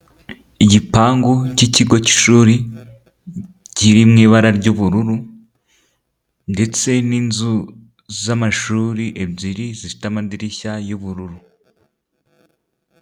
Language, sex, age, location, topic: Kinyarwanda, male, 18-24, Nyagatare, education